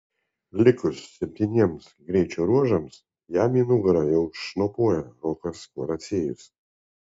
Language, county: Lithuanian, Vilnius